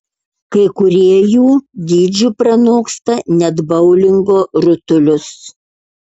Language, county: Lithuanian, Kaunas